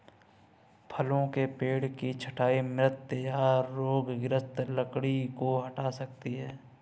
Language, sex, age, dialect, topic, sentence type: Hindi, male, 18-24, Kanauji Braj Bhasha, agriculture, statement